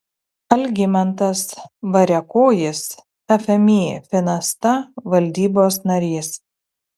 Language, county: Lithuanian, Telšiai